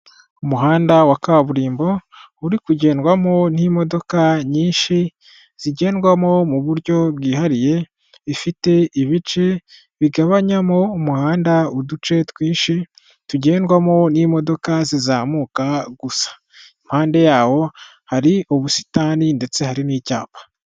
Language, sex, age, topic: Kinyarwanda, female, 36-49, finance